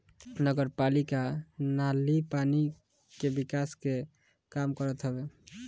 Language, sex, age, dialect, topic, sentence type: Bhojpuri, male, 18-24, Northern, banking, statement